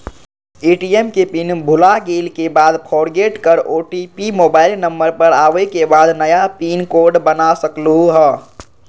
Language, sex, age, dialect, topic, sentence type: Magahi, male, 56-60, Western, banking, question